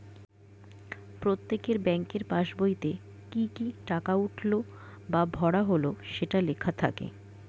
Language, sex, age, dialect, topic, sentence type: Bengali, female, 60-100, Standard Colloquial, banking, statement